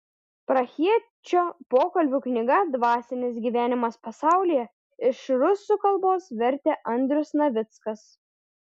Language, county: Lithuanian, Šiauliai